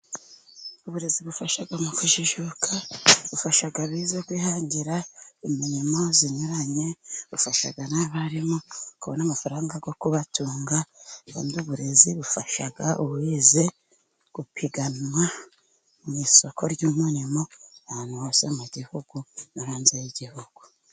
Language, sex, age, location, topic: Kinyarwanda, female, 50+, Musanze, education